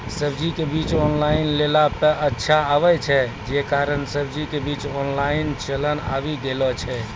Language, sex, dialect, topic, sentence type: Maithili, male, Angika, agriculture, question